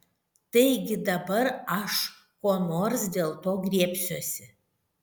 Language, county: Lithuanian, Šiauliai